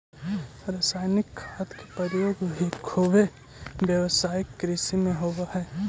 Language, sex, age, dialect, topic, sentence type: Magahi, male, 18-24, Central/Standard, banking, statement